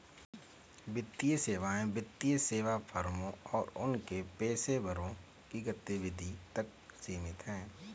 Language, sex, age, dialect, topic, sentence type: Hindi, male, 31-35, Kanauji Braj Bhasha, banking, statement